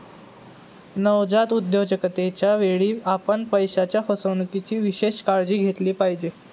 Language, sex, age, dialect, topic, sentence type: Marathi, male, 18-24, Standard Marathi, banking, statement